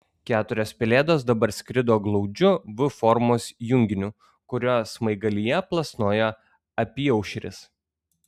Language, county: Lithuanian, Kaunas